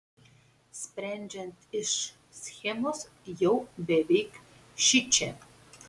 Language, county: Lithuanian, Panevėžys